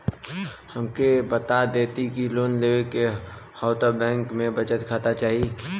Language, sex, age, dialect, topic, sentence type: Bhojpuri, male, 18-24, Western, banking, question